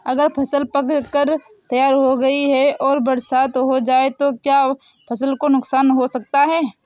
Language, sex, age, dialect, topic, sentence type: Hindi, male, 25-30, Kanauji Braj Bhasha, agriculture, question